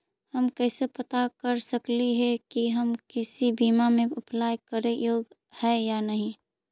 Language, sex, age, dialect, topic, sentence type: Magahi, female, 25-30, Central/Standard, banking, question